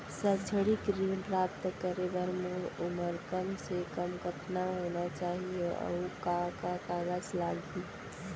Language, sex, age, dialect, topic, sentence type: Chhattisgarhi, female, 25-30, Central, banking, question